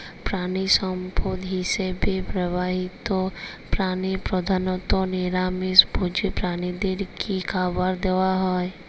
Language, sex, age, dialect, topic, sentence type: Bengali, female, 18-24, Jharkhandi, agriculture, question